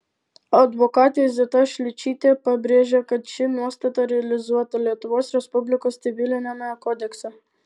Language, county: Lithuanian, Alytus